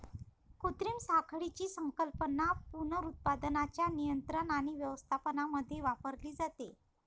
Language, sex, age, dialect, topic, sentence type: Marathi, female, 25-30, Varhadi, agriculture, statement